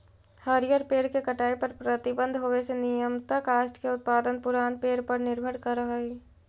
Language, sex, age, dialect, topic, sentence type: Magahi, female, 60-100, Central/Standard, banking, statement